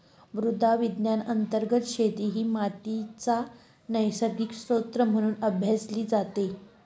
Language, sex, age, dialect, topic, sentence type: Marathi, female, 31-35, Northern Konkan, agriculture, statement